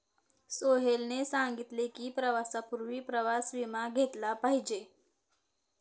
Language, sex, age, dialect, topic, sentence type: Marathi, female, 18-24, Standard Marathi, banking, statement